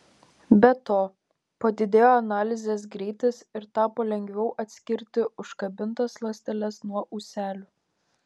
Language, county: Lithuanian, Panevėžys